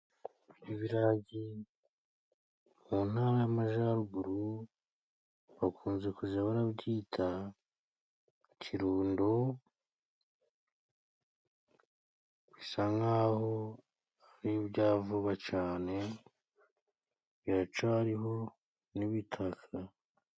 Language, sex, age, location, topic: Kinyarwanda, male, 18-24, Musanze, agriculture